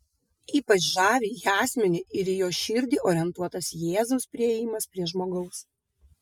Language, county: Lithuanian, Vilnius